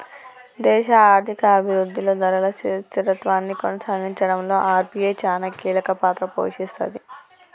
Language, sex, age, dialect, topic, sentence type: Telugu, female, 25-30, Telangana, banking, statement